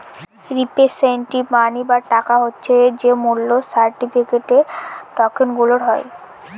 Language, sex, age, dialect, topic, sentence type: Bengali, female, 18-24, Northern/Varendri, banking, statement